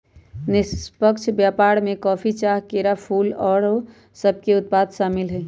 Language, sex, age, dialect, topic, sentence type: Magahi, female, 31-35, Western, banking, statement